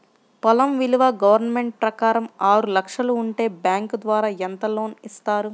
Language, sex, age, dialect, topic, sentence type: Telugu, female, 51-55, Central/Coastal, banking, question